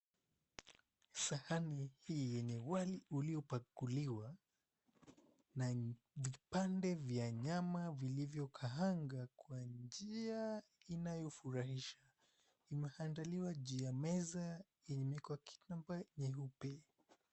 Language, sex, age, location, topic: Swahili, male, 18-24, Mombasa, agriculture